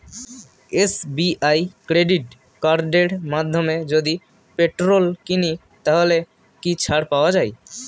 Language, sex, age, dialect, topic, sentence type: Bengali, male, <18, Standard Colloquial, banking, question